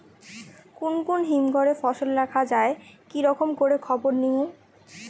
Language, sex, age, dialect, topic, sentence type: Bengali, female, 18-24, Rajbangshi, agriculture, question